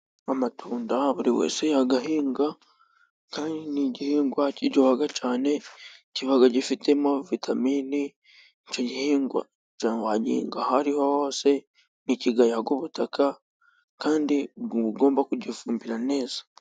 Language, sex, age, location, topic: Kinyarwanda, female, 36-49, Musanze, agriculture